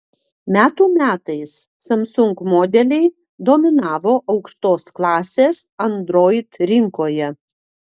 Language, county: Lithuanian, Utena